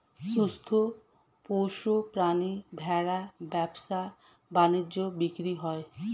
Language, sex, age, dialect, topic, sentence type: Bengali, female, 31-35, Standard Colloquial, agriculture, statement